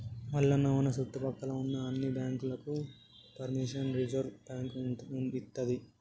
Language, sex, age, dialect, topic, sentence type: Telugu, male, 18-24, Telangana, banking, statement